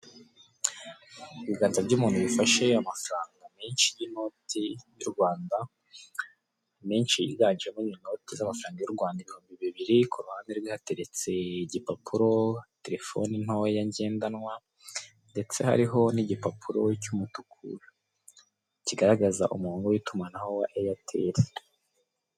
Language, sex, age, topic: Kinyarwanda, male, 18-24, finance